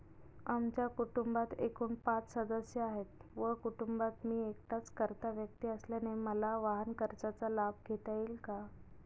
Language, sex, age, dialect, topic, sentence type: Marathi, female, 31-35, Northern Konkan, banking, question